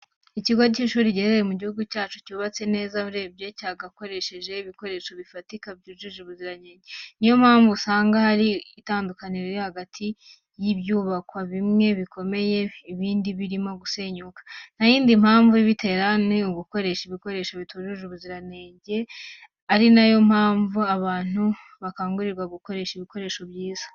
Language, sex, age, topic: Kinyarwanda, female, 18-24, education